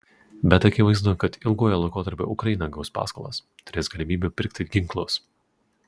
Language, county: Lithuanian, Utena